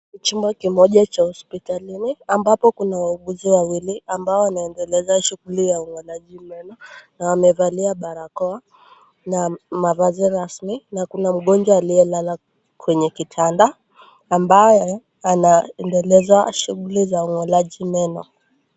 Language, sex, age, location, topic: Swahili, female, 18-24, Kisumu, health